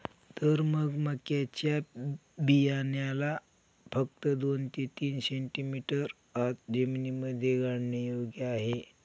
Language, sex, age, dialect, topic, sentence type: Marathi, male, 51-55, Northern Konkan, agriculture, statement